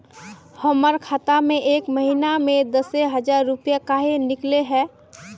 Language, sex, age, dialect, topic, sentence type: Magahi, female, 18-24, Northeastern/Surjapuri, banking, question